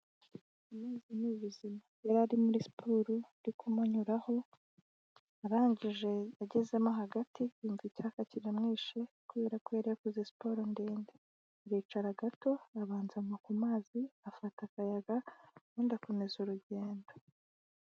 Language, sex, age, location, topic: Kinyarwanda, female, 18-24, Kigali, health